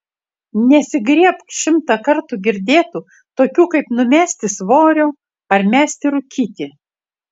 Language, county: Lithuanian, Utena